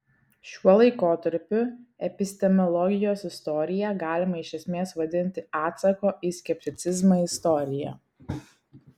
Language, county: Lithuanian, Kaunas